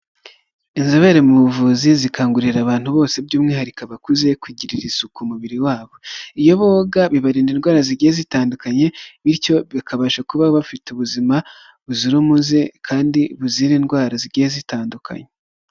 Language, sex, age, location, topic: Kinyarwanda, male, 25-35, Huye, health